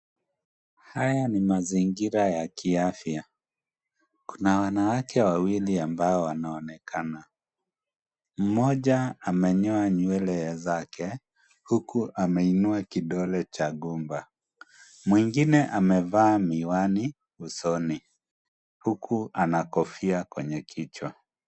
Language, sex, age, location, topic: Swahili, male, 25-35, Kisumu, health